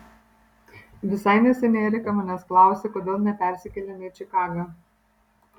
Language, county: Lithuanian, Vilnius